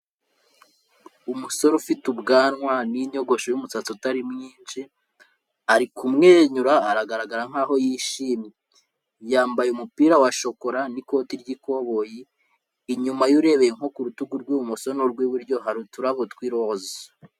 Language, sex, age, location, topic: Kinyarwanda, male, 25-35, Kigali, health